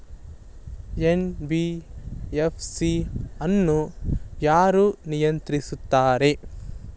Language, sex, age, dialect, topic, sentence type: Kannada, male, 18-24, Mysore Kannada, banking, question